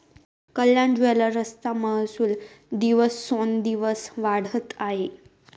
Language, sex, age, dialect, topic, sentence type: Marathi, female, 18-24, Northern Konkan, banking, statement